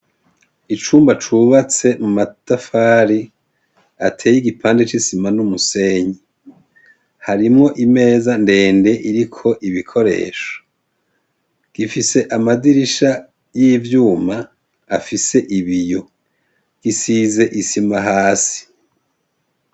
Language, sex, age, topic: Rundi, male, 50+, education